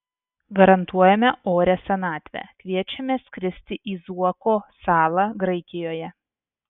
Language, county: Lithuanian, Vilnius